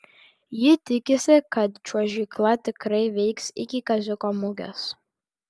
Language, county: Lithuanian, Vilnius